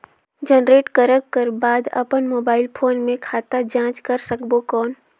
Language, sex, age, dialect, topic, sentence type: Chhattisgarhi, female, 18-24, Northern/Bhandar, banking, question